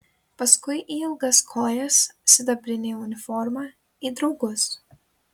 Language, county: Lithuanian, Kaunas